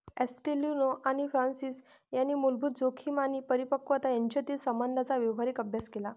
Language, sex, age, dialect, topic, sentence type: Marathi, female, 25-30, Varhadi, banking, statement